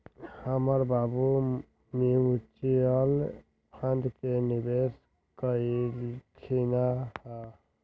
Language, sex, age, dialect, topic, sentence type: Magahi, male, 18-24, Western, banking, statement